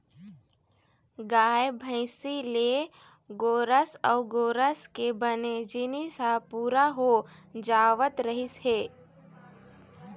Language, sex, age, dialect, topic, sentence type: Chhattisgarhi, female, 18-24, Eastern, agriculture, statement